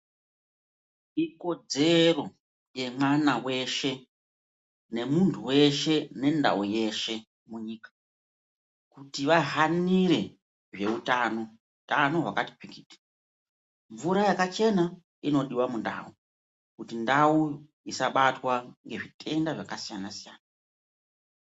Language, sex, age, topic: Ndau, female, 36-49, health